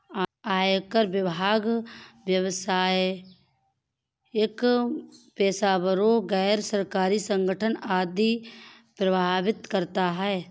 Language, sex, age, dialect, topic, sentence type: Hindi, male, 31-35, Kanauji Braj Bhasha, banking, statement